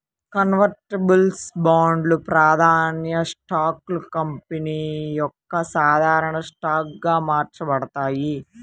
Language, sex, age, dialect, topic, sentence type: Telugu, female, 25-30, Central/Coastal, banking, statement